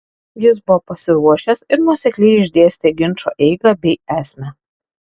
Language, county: Lithuanian, Alytus